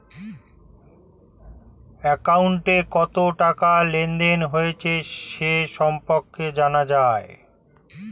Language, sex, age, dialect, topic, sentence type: Bengali, male, 46-50, Standard Colloquial, banking, statement